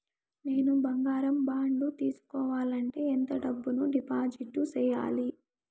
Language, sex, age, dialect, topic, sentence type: Telugu, female, 18-24, Southern, banking, question